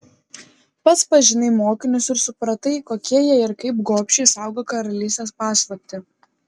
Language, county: Lithuanian, Klaipėda